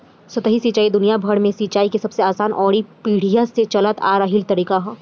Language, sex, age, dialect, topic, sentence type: Bhojpuri, female, 18-24, Southern / Standard, agriculture, statement